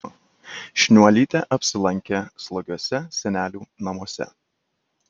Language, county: Lithuanian, Kaunas